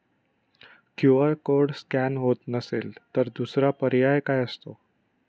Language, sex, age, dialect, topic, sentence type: Marathi, male, 25-30, Standard Marathi, banking, question